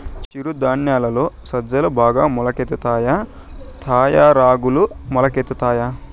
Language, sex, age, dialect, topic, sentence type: Telugu, male, 18-24, Southern, agriculture, question